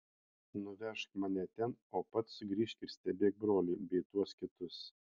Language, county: Lithuanian, Panevėžys